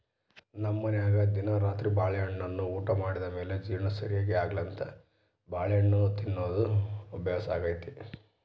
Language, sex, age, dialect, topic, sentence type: Kannada, male, 18-24, Central, agriculture, statement